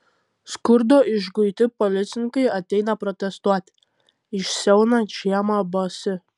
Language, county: Lithuanian, Kaunas